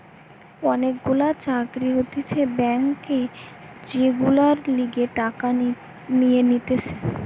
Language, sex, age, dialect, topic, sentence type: Bengali, female, 18-24, Western, banking, statement